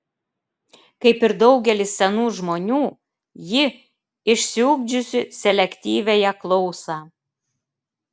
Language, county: Lithuanian, Klaipėda